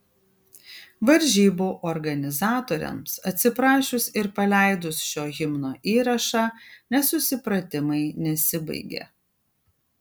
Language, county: Lithuanian, Kaunas